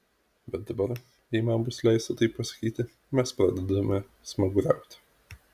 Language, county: Lithuanian, Vilnius